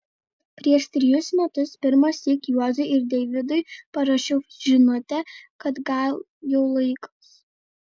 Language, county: Lithuanian, Vilnius